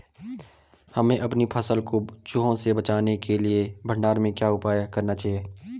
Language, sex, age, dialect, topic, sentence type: Hindi, male, 18-24, Garhwali, agriculture, question